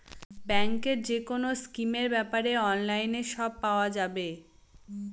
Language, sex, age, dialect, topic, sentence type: Bengali, female, 18-24, Northern/Varendri, banking, statement